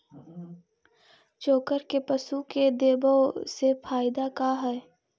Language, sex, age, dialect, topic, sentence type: Magahi, female, 18-24, Central/Standard, agriculture, question